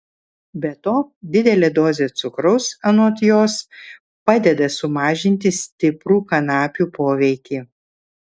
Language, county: Lithuanian, Vilnius